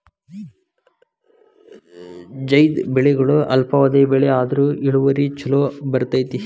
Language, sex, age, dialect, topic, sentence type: Kannada, male, 18-24, Dharwad Kannada, agriculture, statement